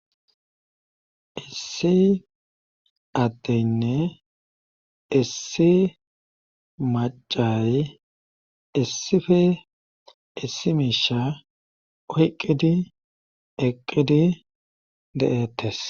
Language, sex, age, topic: Gamo, male, 36-49, government